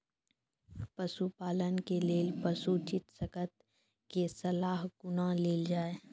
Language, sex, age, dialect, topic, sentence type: Maithili, female, 18-24, Angika, agriculture, question